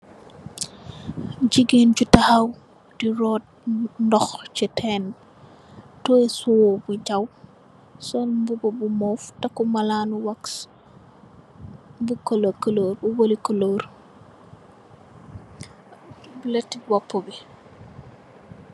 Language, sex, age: Wolof, female, 18-24